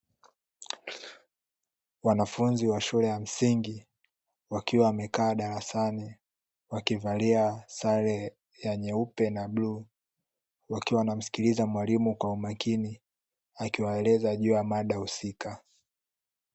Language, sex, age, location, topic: Swahili, male, 18-24, Dar es Salaam, education